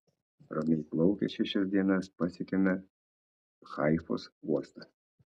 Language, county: Lithuanian, Kaunas